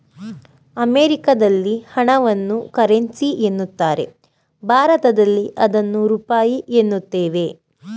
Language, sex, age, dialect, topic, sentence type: Kannada, female, 31-35, Mysore Kannada, banking, statement